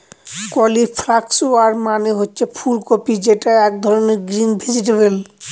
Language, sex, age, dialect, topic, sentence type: Bengali, male, 25-30, Northern/Varendri, agriculture, statement